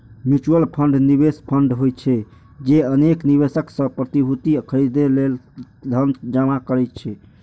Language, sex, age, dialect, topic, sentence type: Maithili, male, 46-50, Eastern / Thethi, banking, statement